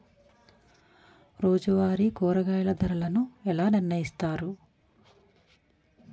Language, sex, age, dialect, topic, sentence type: Telugu, female, 41-45, Utterandhra, agriculture, question